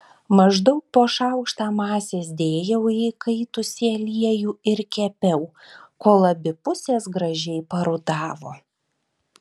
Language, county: Lithuanian, Vilnius